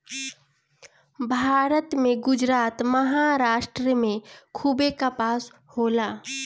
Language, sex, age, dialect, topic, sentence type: Bhojpuri, female, 36-40, Northern, agriculture, statement